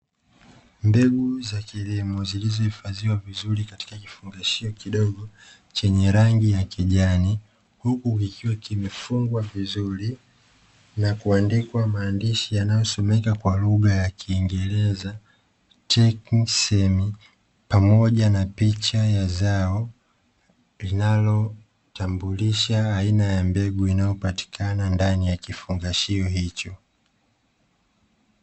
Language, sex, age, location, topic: Swahili, male, 25-35, Dar es Salaam, agriculture